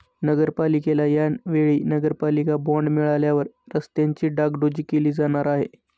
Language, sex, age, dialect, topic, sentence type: Marathi, male, 25-30, Standard Marathi, banking, statement